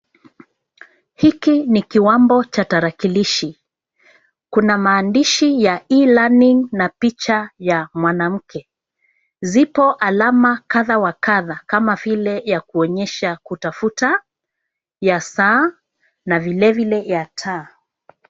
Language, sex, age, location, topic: Swahili, female, 36-49, Nairobi, education